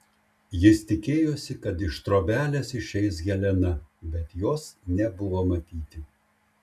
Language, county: Lithuanian, Šiauliai